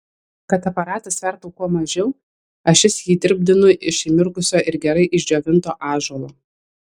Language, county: Lithuanian, Vilnius